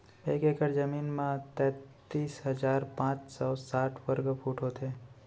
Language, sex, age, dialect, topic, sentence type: Chhattisgarhi, male, 18-24, Central, agriculture, statement